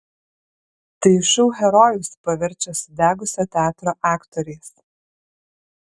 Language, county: Lithuanian, Kaunas